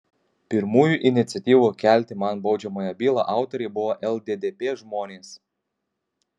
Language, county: Lithuanian, Kaunas